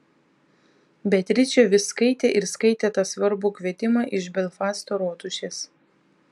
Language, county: Lithuanian, Vilnius